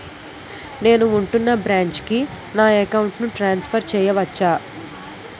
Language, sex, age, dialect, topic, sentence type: Telugu, female, 18-24, Utterandhra, banking, question